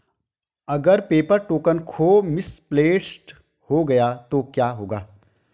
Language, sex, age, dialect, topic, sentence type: Hindi, male, 25-30, Hindustani Malvi Khadi Boli, banking, question